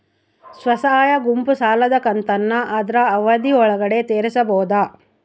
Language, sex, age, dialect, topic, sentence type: Kannada, female, 56-60, Central, banking, question